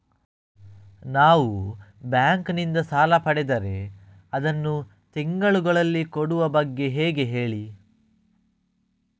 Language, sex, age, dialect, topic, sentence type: Kannada, male, 31-35, Coastal/Dakshin, banking, question